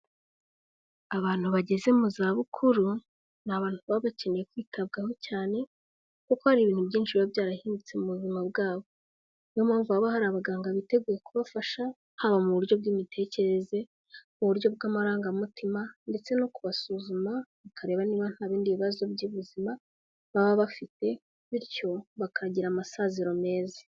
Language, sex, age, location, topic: Kinyarwanda, female, 18-24, Kigali, health